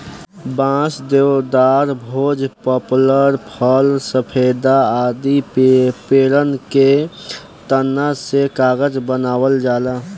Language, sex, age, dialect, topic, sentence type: Bhojpuri, male, <18, Southern / Standard, agriculture, statement